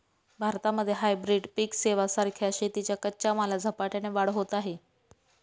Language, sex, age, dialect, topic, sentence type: Marathi, female, 25-30, Northern Konkan, agriculture, statement